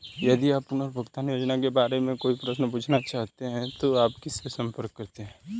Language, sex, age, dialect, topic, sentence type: Hindi, male, 18-24, Hindustani Malvi Khadi Boli, banking, question